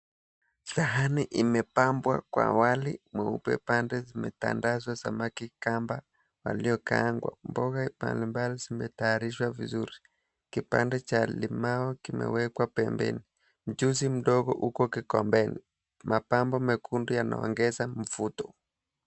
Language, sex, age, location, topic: Swahili, male, 18-24, Mombasa, agriculture